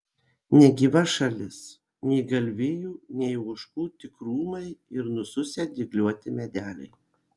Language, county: Lithuanian, Kaunas